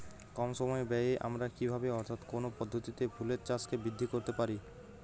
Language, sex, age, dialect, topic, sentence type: Bengali, male, 25-30, Jharkhandi, agriculture, question